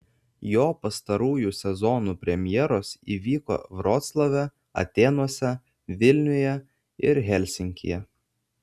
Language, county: Lithuanian, Vilnius